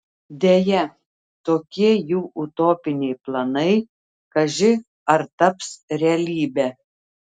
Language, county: Lithuanian, Telšiai